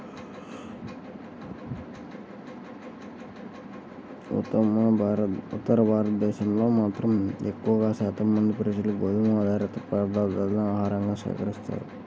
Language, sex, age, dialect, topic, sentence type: Telugu, male, 18-24, Central/Coastal, agriculture, statement